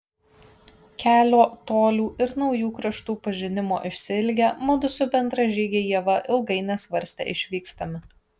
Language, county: Lithuanian, Kaunas